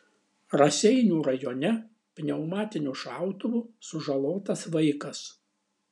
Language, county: Lithuanian, Šiauliai